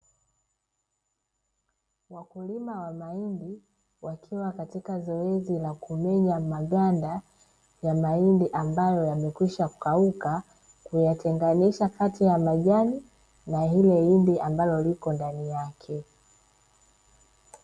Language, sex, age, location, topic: Swahili, female, 25-35, Dar es Salaam, agriculture